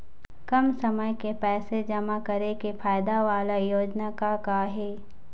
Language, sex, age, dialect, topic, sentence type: Chhattisgarhi, female, 25-30, Eastern, banking, question